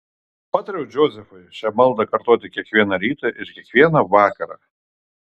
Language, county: Lithuanian, Kaunas